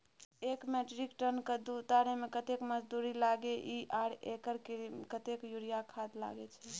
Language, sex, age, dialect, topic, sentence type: Maithili, female, 18-24, Bajjika, agriculture, question